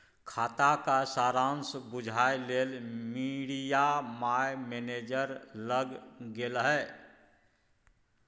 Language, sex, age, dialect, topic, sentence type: Maithili, male, 46-50, Bajjika, banking, statement